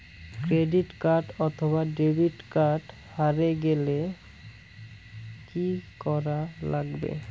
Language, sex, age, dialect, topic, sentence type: Bengali, male, 18-24, Rajbangshi, banking, question